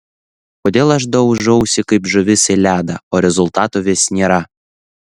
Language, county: Lithuanian, Šiauliai